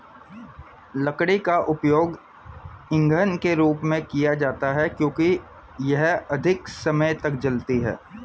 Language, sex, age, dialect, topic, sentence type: Hindi, male, 25-30, Hindustani Malvi Khadi Boli, agriculture, statement